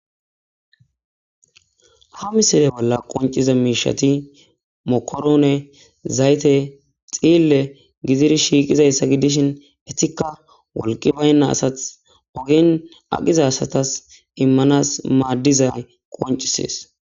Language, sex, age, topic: Gamo, male, 18-24, agriculture